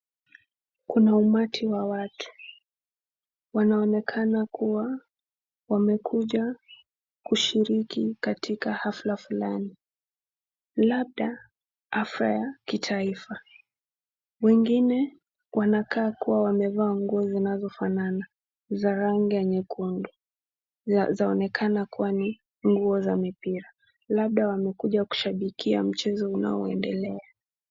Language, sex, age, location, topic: Swahili, female, 18-24, Nakuru, government